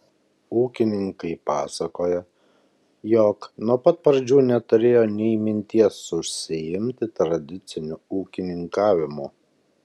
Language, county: Lithuanian, Kaunas